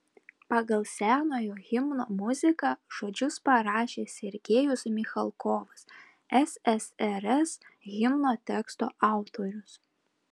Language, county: Lithuanian, Telšiai